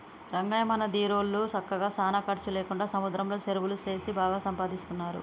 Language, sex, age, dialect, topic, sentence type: Telugu, female, 25-30, Telangana, agriculture, statement